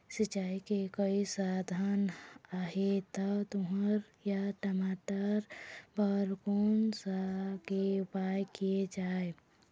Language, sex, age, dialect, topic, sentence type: Chhattisgarhi, female, 18-24, Eastern, agriculture, question